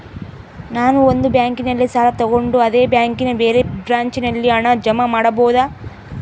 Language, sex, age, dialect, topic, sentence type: Kannada, female, 18-24, Central, banking, question